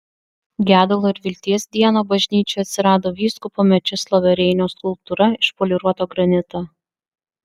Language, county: Lithuanian, Vilnius